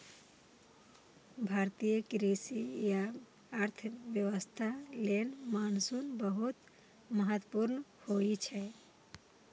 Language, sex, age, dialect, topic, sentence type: Maithili, female, 18-24, Eastern / Thethi, agriculture, statement